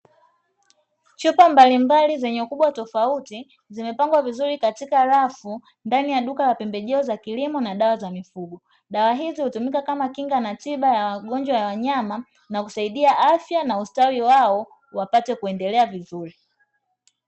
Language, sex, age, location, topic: Swahili, female, 25-35, Dar es Salaam, agriculture